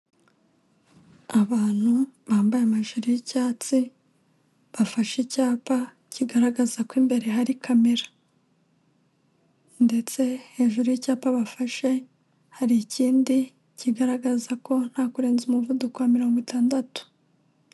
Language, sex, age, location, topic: Kinyarwanda, female, 25-35, Kigali, government